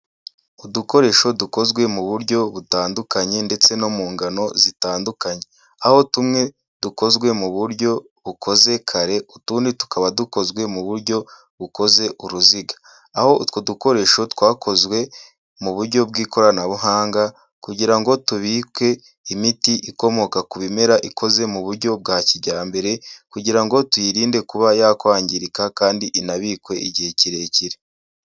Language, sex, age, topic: Kinyarwanda, male, 18-24, health